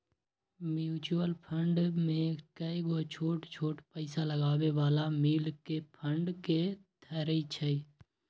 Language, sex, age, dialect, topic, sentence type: Magahi, male, 25-30, Western, banking, statement